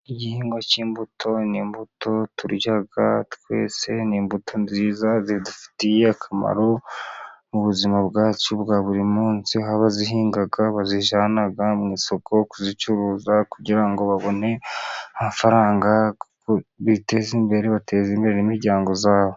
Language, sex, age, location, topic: Kinyarwanda, male, 50+, Musanze, agriculture